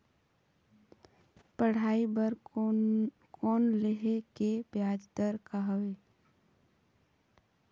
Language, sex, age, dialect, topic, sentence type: Chhattisgarhi, female, 18-24, Northern/Bhandar, banking, statement